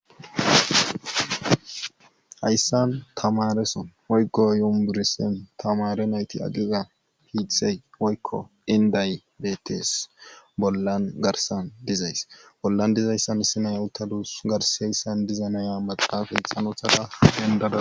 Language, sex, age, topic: Gamo, male, 18-24, government